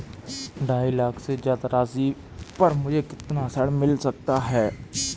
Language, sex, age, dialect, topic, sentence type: Hindi, male, 18-24, Kanauji Braj Bhasha, banking, question